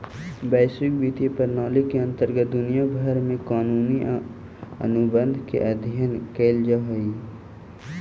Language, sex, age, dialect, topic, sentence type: Magahi, male, 18-24, Central/Standard, banking, statement